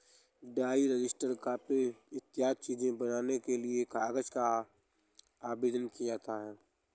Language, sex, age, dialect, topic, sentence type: Hindi, male, 18-24, Awadhi Bundeli, agriculture, statement